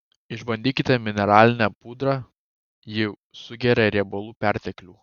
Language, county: Lithuanian, Kaunas